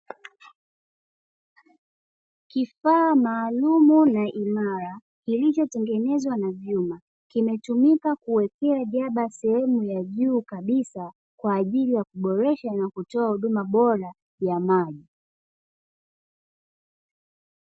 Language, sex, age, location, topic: Swahili, female, 18-24, Dar es Salaam, government